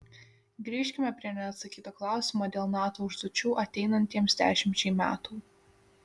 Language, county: Lithuanian, Šiauliai